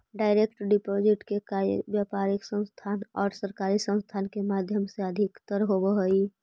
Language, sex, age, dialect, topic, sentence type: Magahi, female, 25-30, Central/Standard, banking, statement